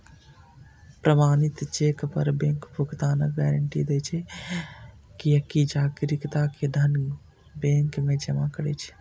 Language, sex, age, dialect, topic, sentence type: Maithili, male, 18-24, Eastern / Thethi, banking, statement